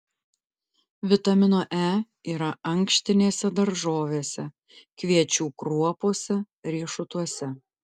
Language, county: Lithuanian, Klaipėda